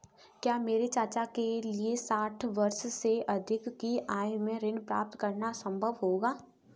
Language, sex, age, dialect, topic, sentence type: Hindi, female, 18-24, Kanauji Braj Bhasha, banking, statement